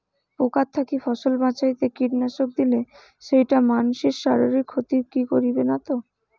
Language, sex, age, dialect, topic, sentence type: Bengali, female, 18-24, Rajbangshi, agriculture, question